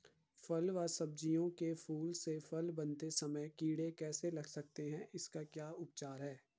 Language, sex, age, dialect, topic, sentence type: Hindi, male, 51-55, Garhwali, agriculture, question